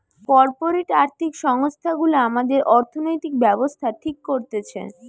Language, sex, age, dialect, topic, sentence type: Bengali, female, 18-24, Western, banking, statement